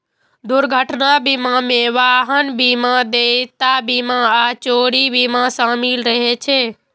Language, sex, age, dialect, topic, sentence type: Maithili, female, 18-24, Eastern / Thethi, banking, statement